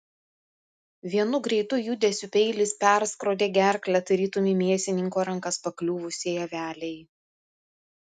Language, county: Lithuanian, Vilnius